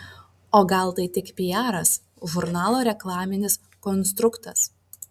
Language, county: Lithuanian, Vilnius